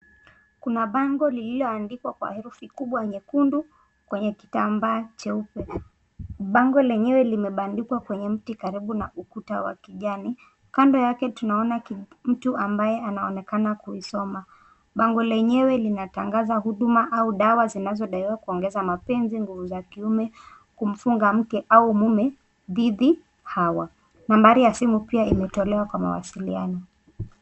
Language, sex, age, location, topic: Swahili, female, 18-24, Nakuru, health